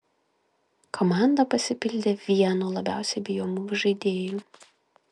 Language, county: Lithuanian, Klaipėda